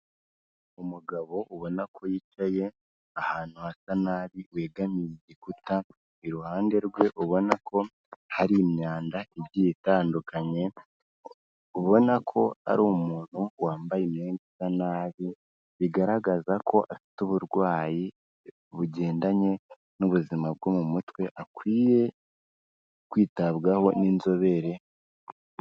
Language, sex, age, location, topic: Kinyarwanda, female, 25-35, Kigali, health